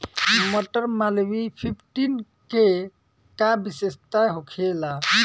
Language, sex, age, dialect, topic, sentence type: Bhojpuri, male, 18-24, Southern / Standard, agriculture, question